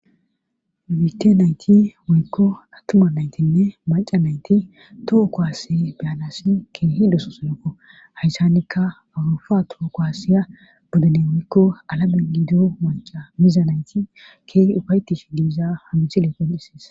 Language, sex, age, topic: Gamo, female, 18-24, government